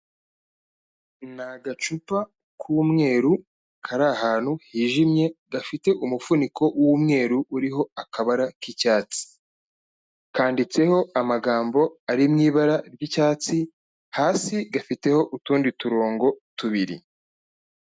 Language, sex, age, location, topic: Kinyarwanda, male, 25-35, Kigali, health